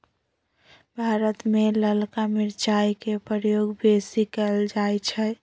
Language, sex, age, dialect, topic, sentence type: Magahi, female, 25-30, Western, agriculture, statement